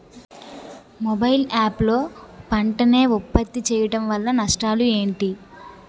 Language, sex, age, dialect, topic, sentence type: Telugu, female, 18-24, Utterandhra, agriculture, question